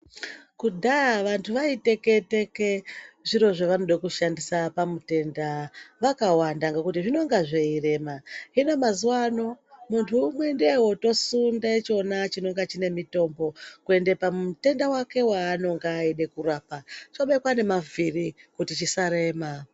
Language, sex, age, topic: Ndau, male, 36-49, health